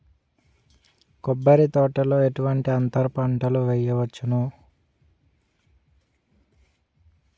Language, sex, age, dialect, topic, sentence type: Telugu, male, 18-24, Utterandhra, agriculture, question